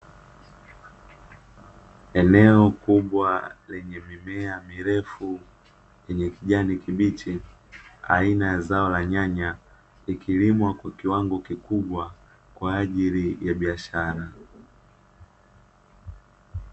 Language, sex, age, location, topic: Swahili, male, 18-24, Dar es Salaam, agriculture